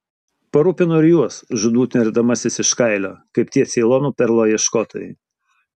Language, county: Lithuanian, Utena